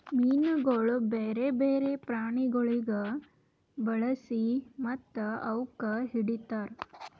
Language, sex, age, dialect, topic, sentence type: Kannada, female, 18-24, Northeastern, agriculture, statement